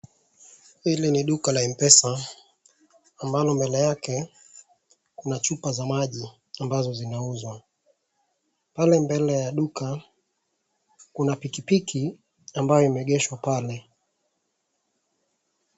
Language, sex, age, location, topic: Swahili, male, 25-35, Wajir, finance